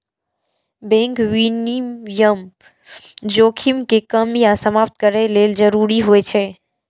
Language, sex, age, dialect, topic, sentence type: Maithili, female, 18-24, Eastern / Thethi, banking, statement